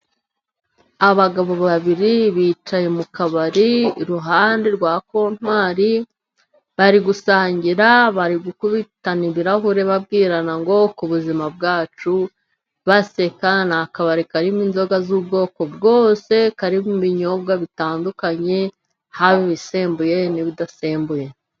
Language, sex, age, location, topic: Kinyarwanda, female, 25-35, Musanze, finance